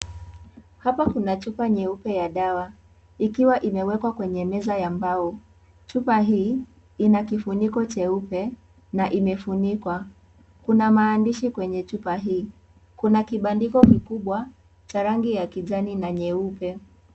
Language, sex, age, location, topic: Swahili, female, 18-24, Kisii, health